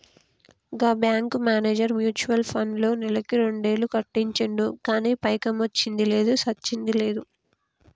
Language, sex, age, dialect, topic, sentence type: Telugu, female, 25-30, Telangana, banking, statement